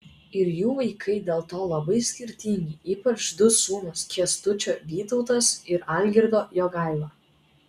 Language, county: Lithuanian, Vilnius